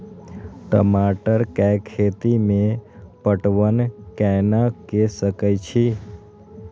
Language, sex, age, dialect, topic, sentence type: Maithili, male, 18-24, Eastern / Thethi, agriculture, question